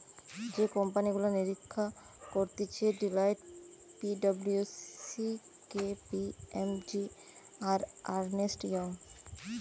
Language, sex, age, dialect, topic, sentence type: Bengali, male, 25-30, Western, banking, statement